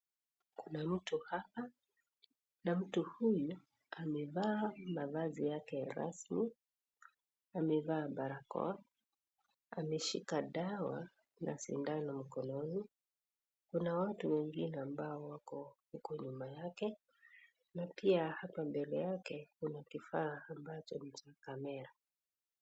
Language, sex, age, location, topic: Swahili, female, 36-49, Kisii, health